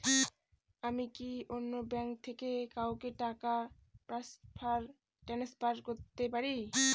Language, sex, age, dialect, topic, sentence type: Bengali, female, 18-24, Northern/Varendri, banking, statement